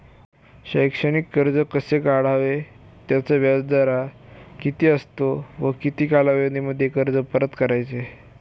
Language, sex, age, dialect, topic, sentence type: Marathi, male, <18, Standard Marathi, banking, question